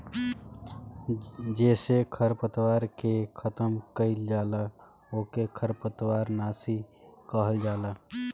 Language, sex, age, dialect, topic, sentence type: Bhojpuri, male, 18-24, Northern, agriculture, statement